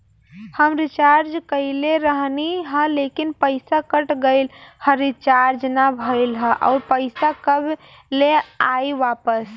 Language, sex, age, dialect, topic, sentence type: Bhojpuri, female, 18-24, Southern / Standard, banking, question